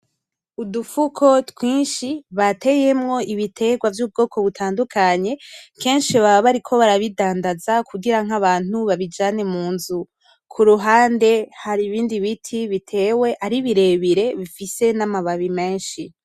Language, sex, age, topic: Rundi, female, 18-24, agriculture